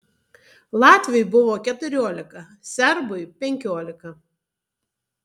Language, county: Lithuanian, Tauragė